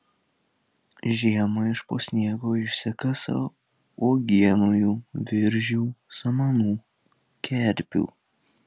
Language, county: Lithuanian, Telšiai